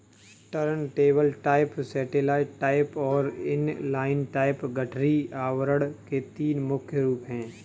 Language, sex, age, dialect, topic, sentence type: Hindi, male, 31-35, Kanauji Braj Bhasha, agriculture, statement